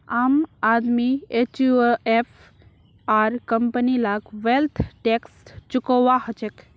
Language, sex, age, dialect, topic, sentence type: Magahi, female, 18-24, Northeastern/Surjapuri, banking, statement